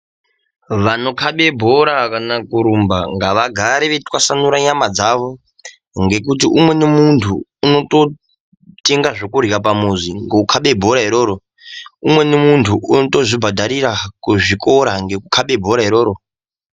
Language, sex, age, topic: Ndau, male, 18-24, health